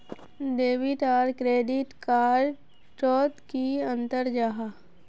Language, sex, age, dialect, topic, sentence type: Magahi, female, 18-24, Northeastern/Surjapuri, banking, question